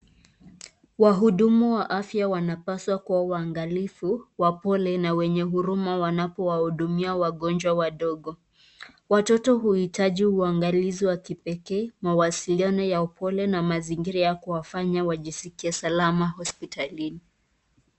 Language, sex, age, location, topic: Swahili, female, 25-35, Nakuru, health